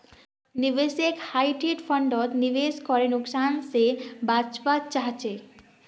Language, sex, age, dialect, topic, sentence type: Magahi, female, 18-24, Northeastern/Surjapuri, banking, statement